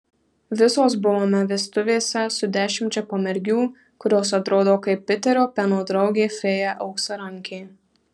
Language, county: Lithuanian, Marijampolė